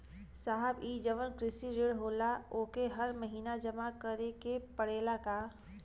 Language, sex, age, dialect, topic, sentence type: Bhojpuri, female, 31-35, Western, banking, question